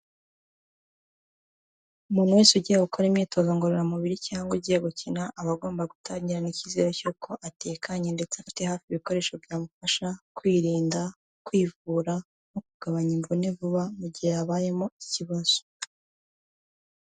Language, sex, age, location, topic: Kinyarwanda, female, 18-24, Kigali, health